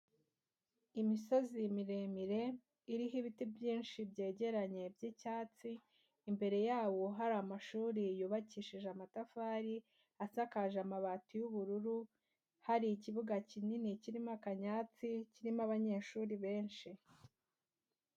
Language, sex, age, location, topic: Kinyarwanda, female, 18-24, Huye, education